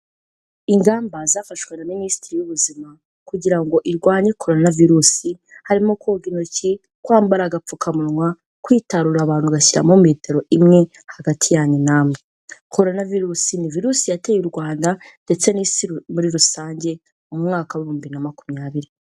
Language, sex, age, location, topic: Kinyarwanda, female, 18-24, Kigali, health